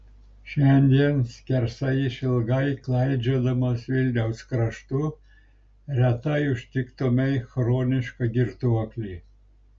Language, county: Lithuanian, Klaipėda